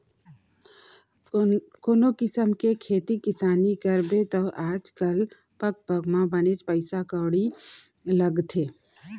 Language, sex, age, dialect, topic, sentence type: Chhattisgarhi, female, 36-40, Central, banking, statement